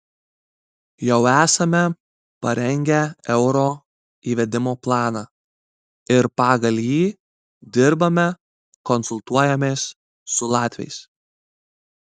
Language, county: Lithuanian, Marijampolė